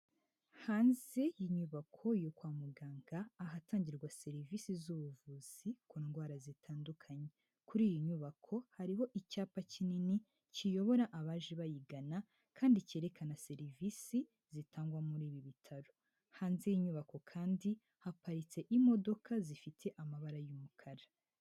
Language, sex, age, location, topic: Kinyarwanda, female, 18-24, Huye, health